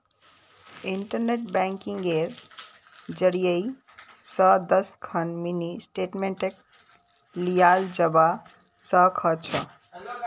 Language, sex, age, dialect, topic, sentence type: Magahi, female, 18-24, Northeastern/Surjapuri, banking, statement